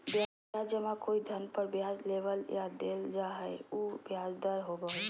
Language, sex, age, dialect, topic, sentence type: Magahi, female, 31-35, Southern, banking, statement